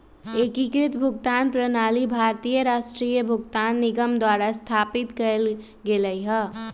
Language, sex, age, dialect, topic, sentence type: Magahi, male, 18-24, Western, banking, statement